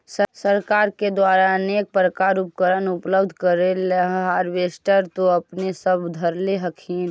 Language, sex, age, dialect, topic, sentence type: Magahi, female, 18-24, Central/Standard, agriculture, question